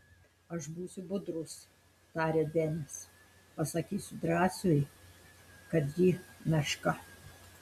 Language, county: Lithuanian, Telšiai